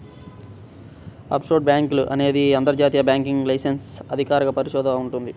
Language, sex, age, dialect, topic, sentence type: Telugu, male, 18-24, Central/Coastal, banking, statement